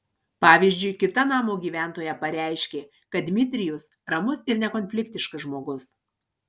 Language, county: Lithuanian, Marijampolė